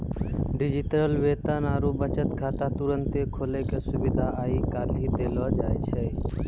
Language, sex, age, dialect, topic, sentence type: Maithili, male, 18-24, Angika, banking, statement